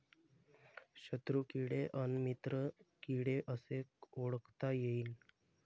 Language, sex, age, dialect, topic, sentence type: Marathi, male, 25-30, Varhadi, agriculture, question